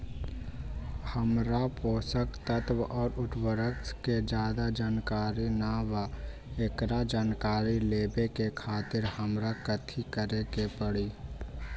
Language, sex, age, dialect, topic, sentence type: Magahi, male, 25-30, Western, agriculture, question